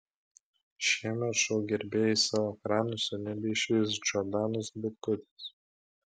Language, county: Lithuanian, Klaipėda